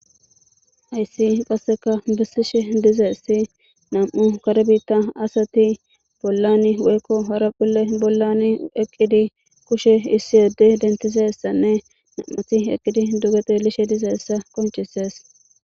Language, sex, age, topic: Gamo, male, 18-24, government